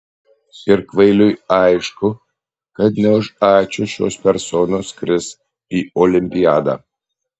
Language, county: Lithuanian, Panevėžys